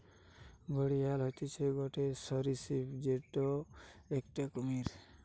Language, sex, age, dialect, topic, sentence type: Bengali, male, 18-24, Western, agriculture, statement